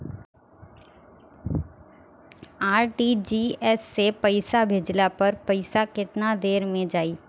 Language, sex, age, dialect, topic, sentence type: Bhojpuri, female, 18-24, Southern / Standard, banking, question